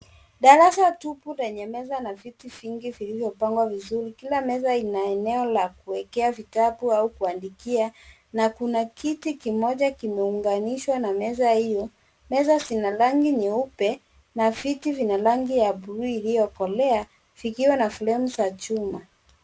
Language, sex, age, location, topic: Swahili, female, 25-35, Nairobi, education